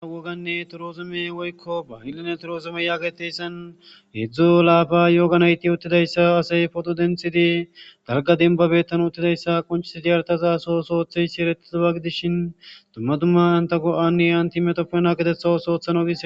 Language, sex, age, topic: Gamo, male, 18-24, government